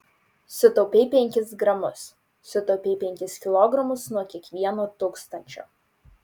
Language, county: Lithuanian, Utena